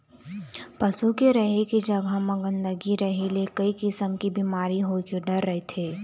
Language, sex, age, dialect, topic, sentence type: Chhattisgarhi, female, 18-24, Eastern, agriculture, statement